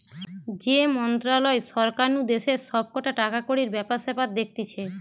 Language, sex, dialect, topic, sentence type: Bengali, female, Western, banking, statement